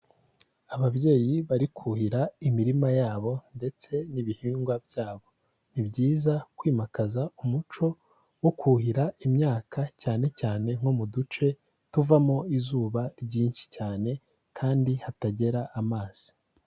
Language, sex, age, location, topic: Kinyarwanda, male, 18-24, Huye, agriculture